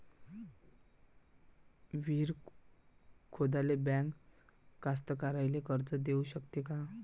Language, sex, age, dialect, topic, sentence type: Marathi, male, 18-24, Varhadi, agriculture, question